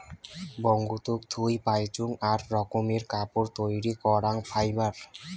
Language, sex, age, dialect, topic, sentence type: Bengali, male, 18-24, Rajbangshi, agriculture, statement